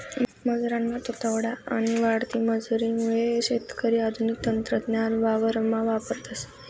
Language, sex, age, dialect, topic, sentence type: Marathi, female, 18-24, Northern Konkan, agriculture, statement